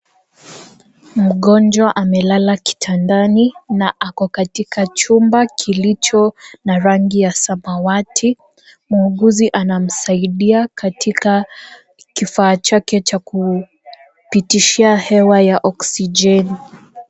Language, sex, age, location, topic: Swahili, female, 18-24, Kisii, health